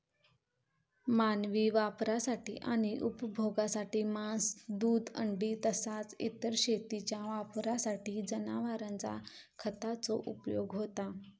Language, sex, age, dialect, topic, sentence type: Marathi, female, 25-30, Southern Konkan, agriculture, statement